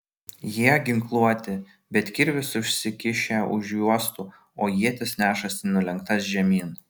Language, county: Lithuanian, Vilnius